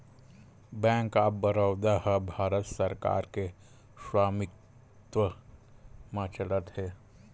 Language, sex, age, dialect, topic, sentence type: Chhattisgarhi, male, 31-35, Western/Budati/Khatahi, banking, statement